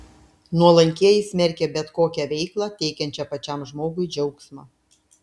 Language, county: Lithuanian, Klaipėda